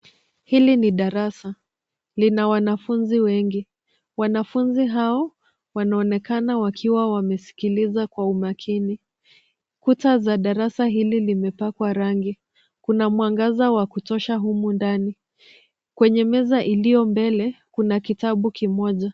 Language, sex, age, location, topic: Swahili, female, 25-35, Nairobi, education